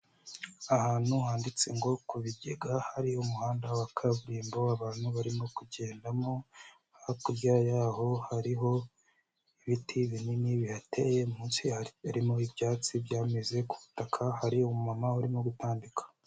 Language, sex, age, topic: Kinyarwanda, male, 18-24, agriculture